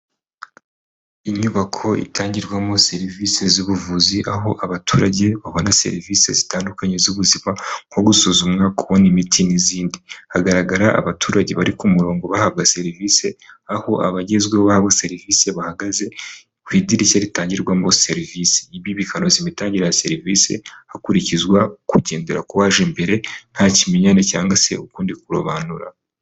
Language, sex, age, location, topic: Kinyarwanda, male, 25-35, Kigali, government